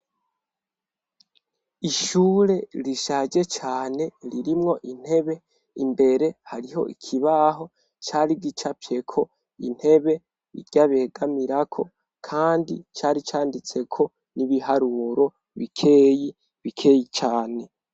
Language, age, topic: Rundi, 18-24, education